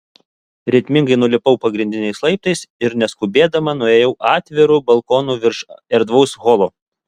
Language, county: Lithuanian, Alytus